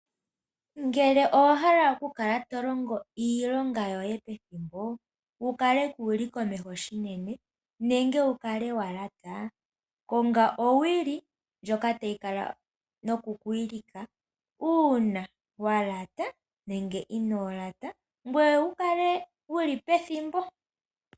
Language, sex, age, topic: Oshiwambo, female, 18-24, finance